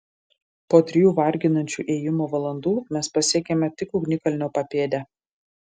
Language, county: Lithuanian, Marijampolė